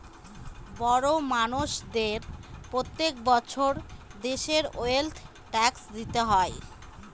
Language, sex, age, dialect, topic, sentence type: Bengali, female, 25-30, Northern/Varendri, banking, statement